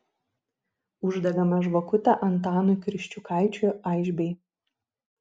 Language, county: Lithuanian, Šiauliai